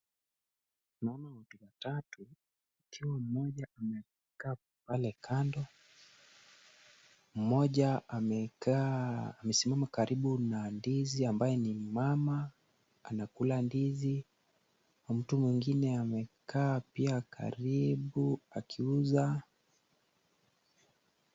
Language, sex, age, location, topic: Swahili, male, 25-35, Kisumu, agriculture